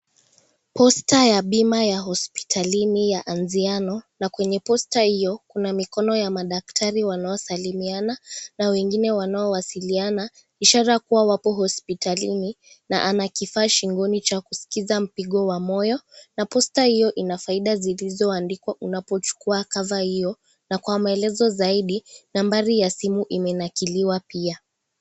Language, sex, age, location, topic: Swahili, female, 36-49, Kisii, finance